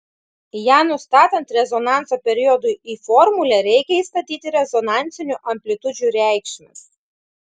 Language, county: Lithuanian, Klaipėda